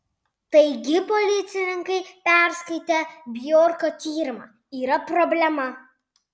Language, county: Lithuanian, Panevėžys